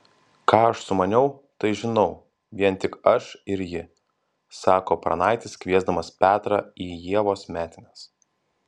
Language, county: Lithuanian, Klaipėda